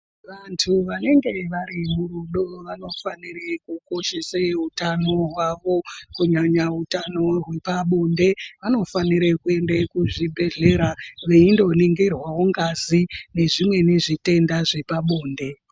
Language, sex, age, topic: Ndau, female, 25-35, health